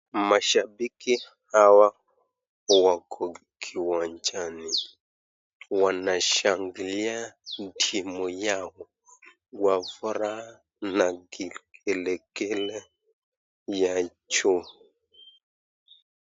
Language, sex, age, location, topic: Swahili, male, 36-49, Nakuru, government